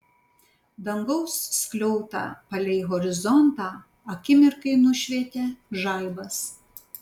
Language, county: Lithuanian, Panevėžys